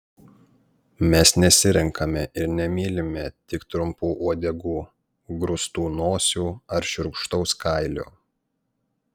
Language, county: Lithuanian, Panevėžys